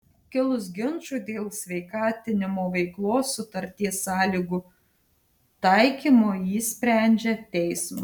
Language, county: Lithuanian, Tauragė